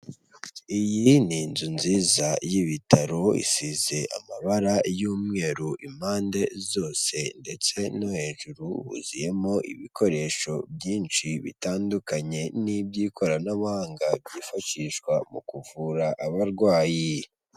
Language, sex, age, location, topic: Kinyarwanda, male, 18-24, Kigali, health